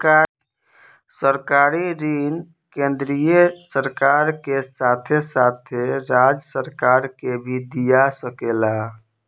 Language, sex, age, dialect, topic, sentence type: Bhojpuri, male, 25-30, Southern / Standard, banking, statement